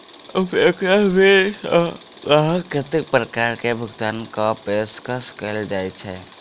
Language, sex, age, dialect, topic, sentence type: Maithili, male, 18-24, Southern/Standard, banking, question